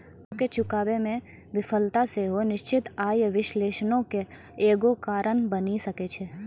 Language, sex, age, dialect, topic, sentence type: Maithili, female, 25-30, Angika, banking, statement